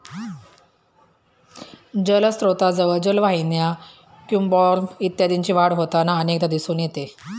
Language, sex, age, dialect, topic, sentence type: Marathi, female, 31-35, Standard Marathi, agriculture, statement